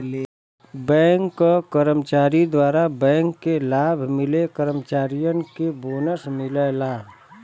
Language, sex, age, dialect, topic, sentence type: Bhojpuri, male, 25-30, Western, banking, statement